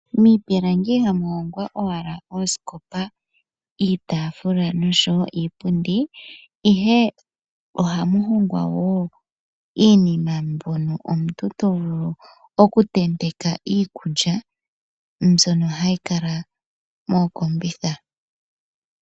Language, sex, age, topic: Oshiwambo, female, 25-35, finance